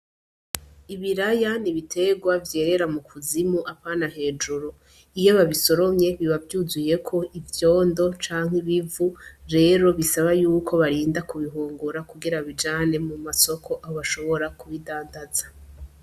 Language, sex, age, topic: Rundi, female, 25-35, agriculture